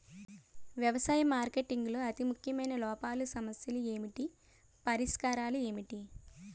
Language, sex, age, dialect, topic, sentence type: Telugu, female, 25-30, Utterandhra, agriculture, question